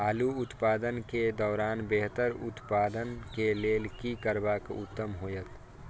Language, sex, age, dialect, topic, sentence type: Maithili, male, 18-24, Eastern / Thethi, agriculture, question